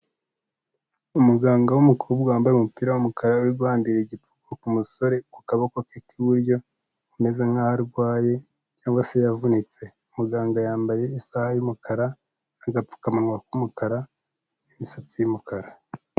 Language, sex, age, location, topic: Kinyarwanda, male, 18-24, Kigali, health